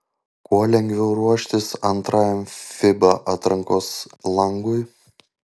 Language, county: Lithuanian, Panevėžys